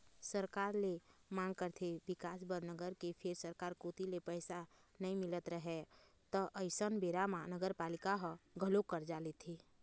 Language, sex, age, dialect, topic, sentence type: Chhattisgarhi, female, 18-24, Eastern, banking, statement